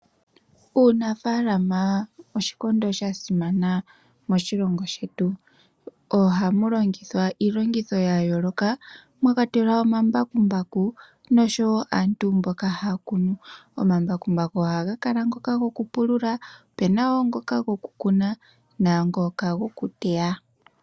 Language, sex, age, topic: Oshiwambo, female, 18-24, agriculture